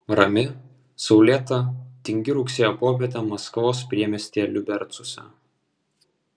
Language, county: Lithuanian, Vilnius